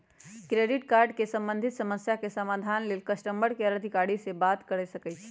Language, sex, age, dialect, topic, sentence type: Magahi, female, 31-35, Western, banking, statement